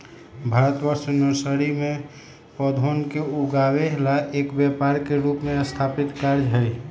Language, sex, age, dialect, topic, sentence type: Magahi, male, 18-24, Western, agriculture, statement